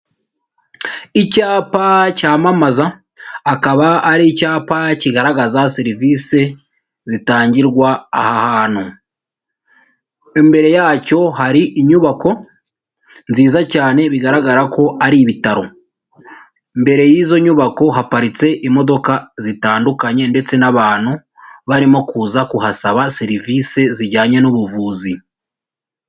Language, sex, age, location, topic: Kinyarwanda, female, 18-24, Huye, health